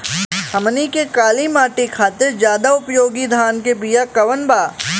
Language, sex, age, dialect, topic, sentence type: Bhojpuri, male, 18-24, Western, agriculture, question